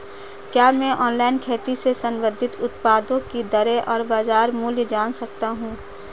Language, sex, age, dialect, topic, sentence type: Hindi, female, 18-24, Marwari Dhudhari, agriculture, question